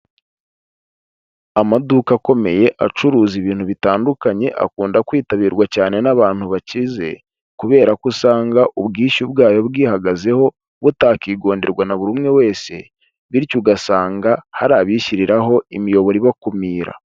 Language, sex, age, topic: Kinyarwanda, male, 25-35, finance